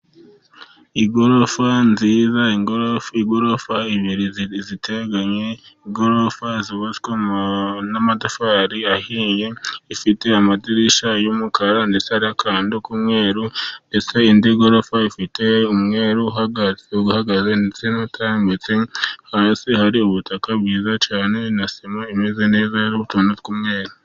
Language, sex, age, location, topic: Kinyarwanda, male, 50+, Musanze, government